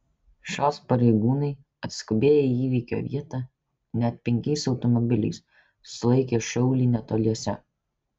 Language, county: Lithuanian, Kaunas